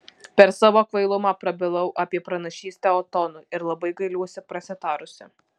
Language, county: Lithuanian, Alytus